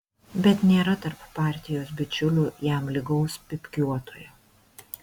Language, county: Lithuanian, Šiauliai